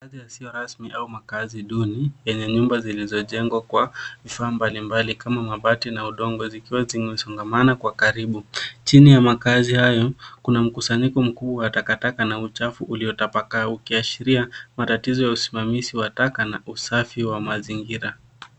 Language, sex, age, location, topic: Swahili, male, 18-24, Nairobi, government